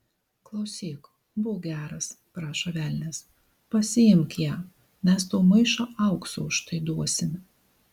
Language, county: Lithuanian, Vilnius